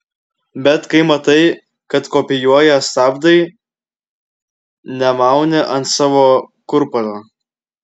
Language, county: Lithuanian, Klaipėda